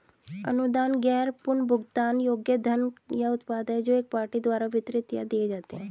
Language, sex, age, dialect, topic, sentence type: Hindi, female, 36-40, Hindustani Malvi Khadi Boli, banking, statement